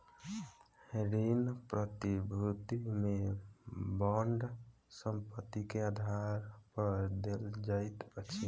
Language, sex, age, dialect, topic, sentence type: Maithili, male, 18-24, Southern/Standard, banking, statement